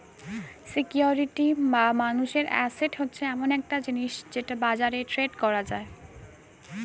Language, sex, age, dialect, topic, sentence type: Bengali, female, 18-24, Standard Colloquial, banking, statement